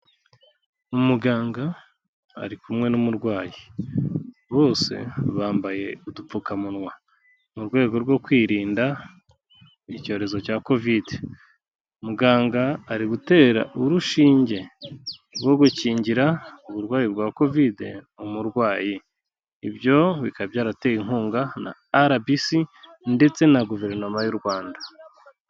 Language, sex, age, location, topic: Kinyarwanda, male, 36-49, Kigali, health